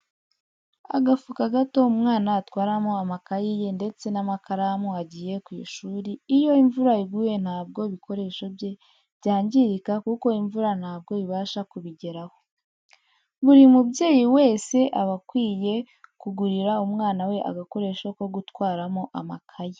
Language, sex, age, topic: Kinyarwanda, female, 25-35, education